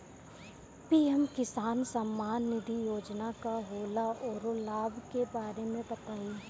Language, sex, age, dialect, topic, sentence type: Bhojpuri, female, 18-24, Northern, agriculture, question